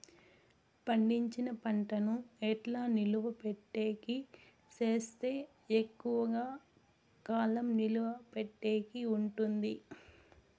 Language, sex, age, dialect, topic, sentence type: Telugu, female, 18-24, Southern, agriculture, question